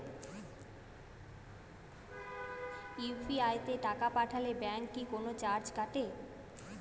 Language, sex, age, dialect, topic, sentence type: Bengali, female, 31-35, Jharkhandi, banking, question